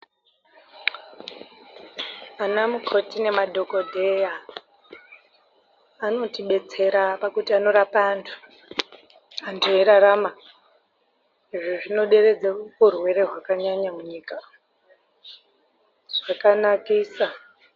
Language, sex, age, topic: Ndau, female, 18-24, health